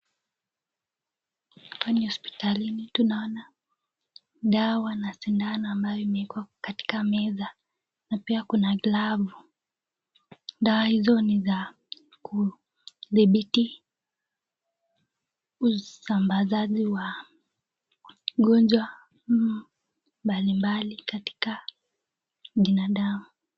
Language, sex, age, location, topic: Swahili, female, 18-24, Nakuru, health